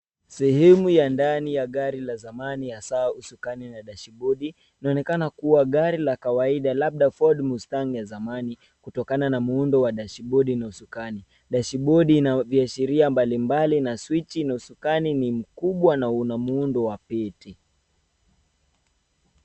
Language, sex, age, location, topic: Swahili, male, 18-24, Nairobi, finance